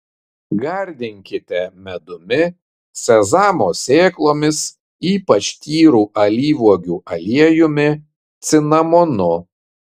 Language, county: Lithuanian, Kaunas